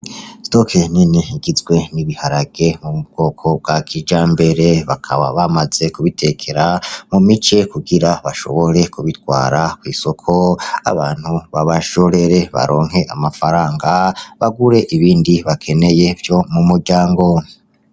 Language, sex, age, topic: Rundi, male, 36-49, agriculture